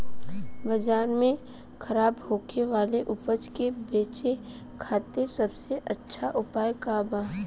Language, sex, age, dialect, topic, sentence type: Bhojpuri, female, 25-30, Southern / Standard, agriculture, statement